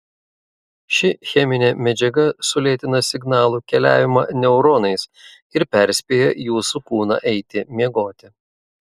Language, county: Lithuanian, Šiauliai